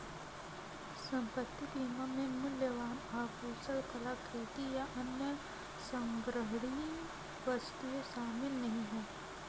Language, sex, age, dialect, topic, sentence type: Hindi, female, 36-40, Kanauji Braj Bhasha, banking, statement